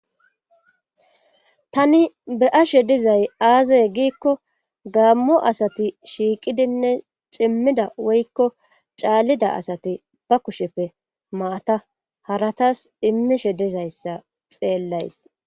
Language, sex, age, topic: Gamo, female, 36-49, government